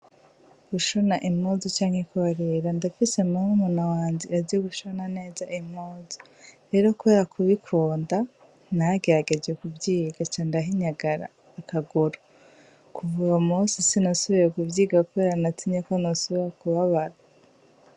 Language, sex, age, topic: Rundi, female, 25-35, education